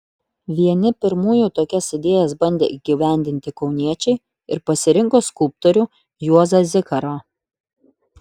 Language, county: Lithuanian, Utena